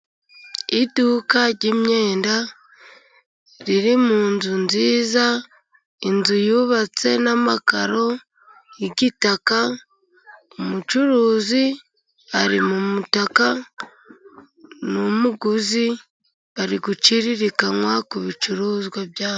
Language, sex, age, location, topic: Kinyarwanda, female, 25-35, Musanze, finance